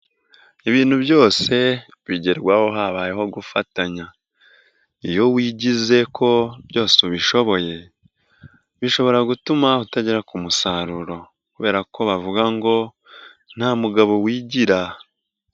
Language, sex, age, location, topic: Kinyarwanda, male, 18-24, Nyagatare, agriculture